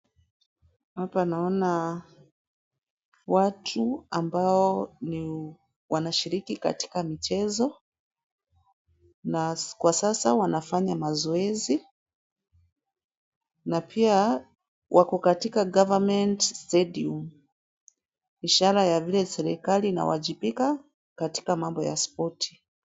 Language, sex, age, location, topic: Swahili, female, 36-49, Kisumu, government